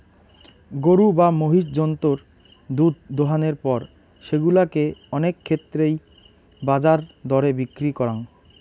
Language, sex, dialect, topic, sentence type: Bengali, male, Rajbangshi, agriculture, statement